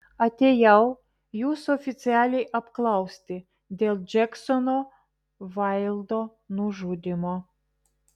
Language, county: Lithuanian, Vilnius